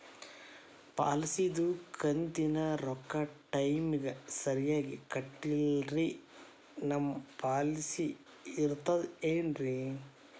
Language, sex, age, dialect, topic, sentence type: Kannada, male, 31-35, Dharwad Kannada, banking, question